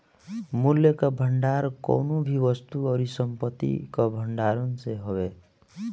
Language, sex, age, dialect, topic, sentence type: Bhojpuri, male, 25-30, Northern, banking, statement